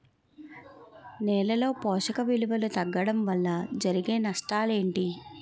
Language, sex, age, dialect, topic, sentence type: Telugu, female, 18-24, Utterandhra, agriculture, question